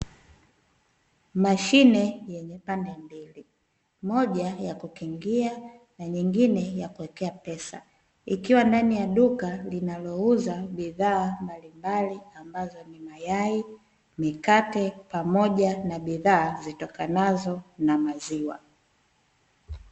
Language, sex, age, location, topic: Swahili, female, 25-35, Dar es Salaam, finance